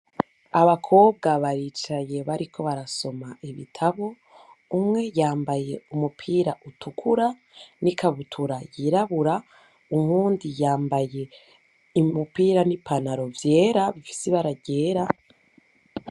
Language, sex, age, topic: Rundi, female, 18-24, education